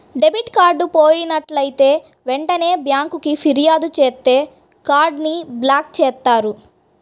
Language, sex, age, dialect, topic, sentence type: Telugu, female, 31-35, Central/Coastal, banking, statement